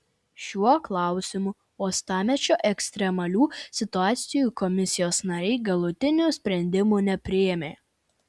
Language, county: Lithuanian, Vilnius